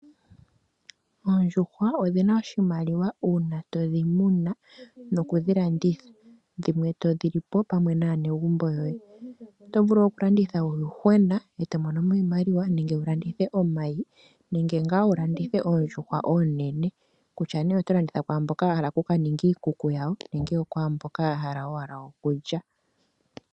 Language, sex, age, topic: Oshiwambo, female, 25-35, agriculture